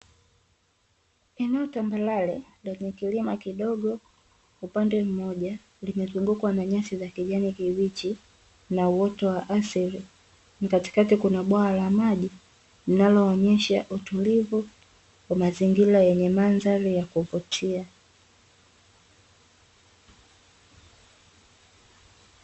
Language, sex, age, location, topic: Swahili, female, 18-24, Dar es Salaam, agriculture